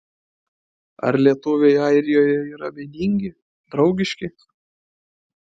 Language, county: Lithuanian, Klaipėda